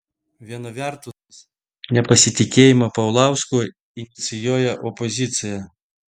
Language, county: Lithuanian, Vilnius